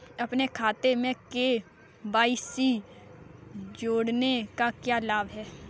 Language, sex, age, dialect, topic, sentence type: Hindi, female, 25-30, Kanauji Braj Bhasha, banking, question